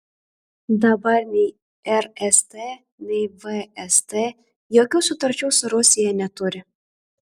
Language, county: Lithuanian, Alytus